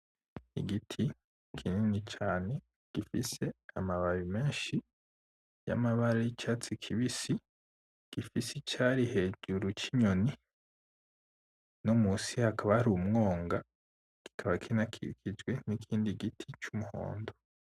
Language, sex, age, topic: Rundi, male, 18-24, agriculture